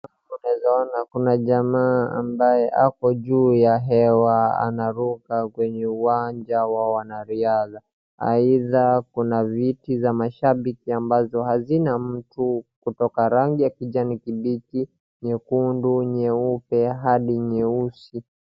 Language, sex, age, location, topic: Swahili, male, 18-24, Wajir, government